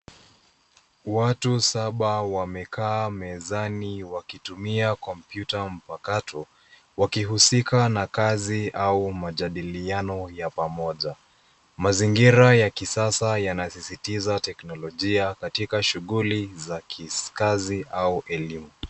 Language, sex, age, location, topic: Swahili, male, 25-35, Nairobi, education